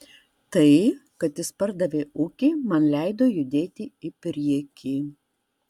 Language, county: Lithuanian, Vilnius